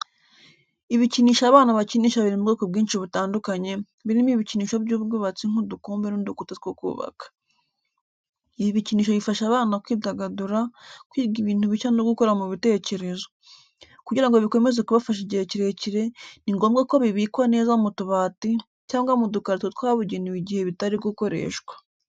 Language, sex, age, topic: Kinyarwanda, female, 18-24, education